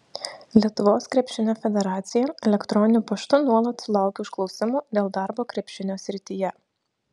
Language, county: Lithuanian, Šiauliai